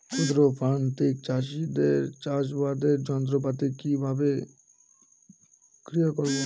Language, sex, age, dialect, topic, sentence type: Bengali, female, 36-40, Northern/Varendri, agriculture, question